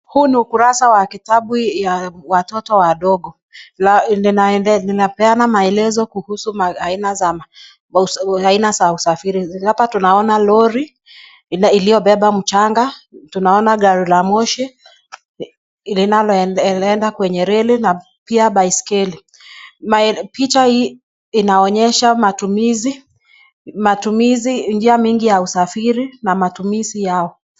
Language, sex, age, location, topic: Swahili, female, 25-35, Nakuru, education